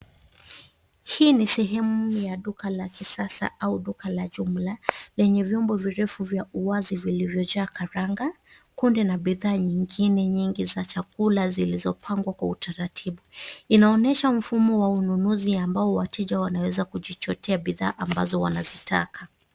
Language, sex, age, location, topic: Swahili, female, 18-24, Nairobi, finance